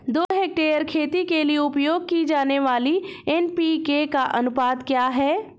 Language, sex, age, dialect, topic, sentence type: Hindi, female, 25-30, Awadhi Bundeli, agriculture, question